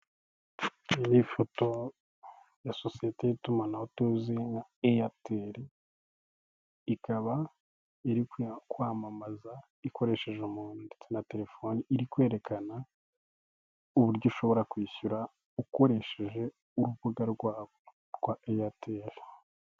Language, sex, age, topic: Kinyarwanda, male, 18-24, finance